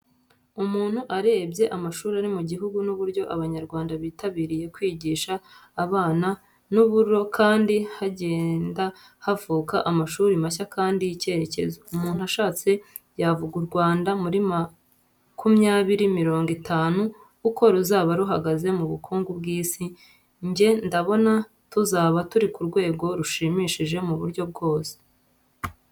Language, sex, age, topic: Kinyarwanda, female, 25-35, education